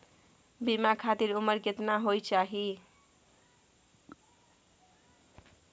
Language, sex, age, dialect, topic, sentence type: Maithili, female, 18-24, Bajjika, banking, question